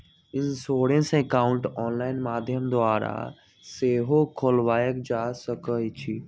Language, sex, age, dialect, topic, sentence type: Magahi, male, 18-24, Western, banking, statement